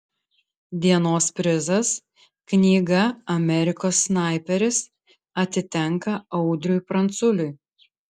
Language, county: Lithuanian, Klaipėda